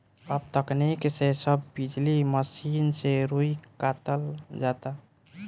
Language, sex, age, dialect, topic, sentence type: Bhojpuri, male, <18, Southern / Standard, agriculture, statement